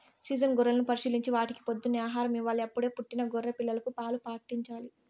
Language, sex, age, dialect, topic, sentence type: Telugu, female, 60-100, Southern, agriculture, statement